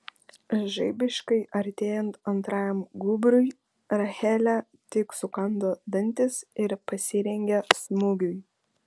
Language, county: Lithuanian, Vilnius